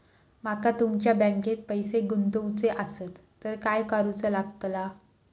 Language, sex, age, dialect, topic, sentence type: Marathi, female, 18-24, Southern Konkan, banking, question